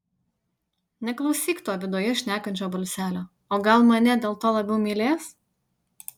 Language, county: Lithuanian, Utena